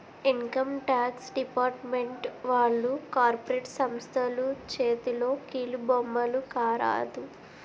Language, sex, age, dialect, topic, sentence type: Telugu, female, 25-30, Utterandhra, banking, statement